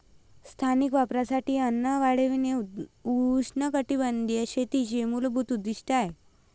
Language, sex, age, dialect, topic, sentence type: Marathi, female, 25-30, Varhadi, agriculture, statement